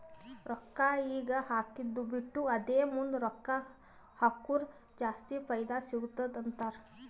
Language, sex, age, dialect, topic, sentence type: Kannada, female, 18-24, Northeastern, banking, statement